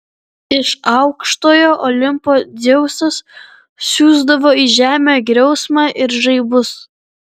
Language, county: Lithuanian, Vilnius